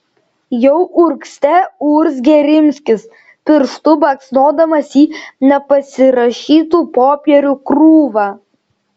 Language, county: Lithuanian, Šiauliai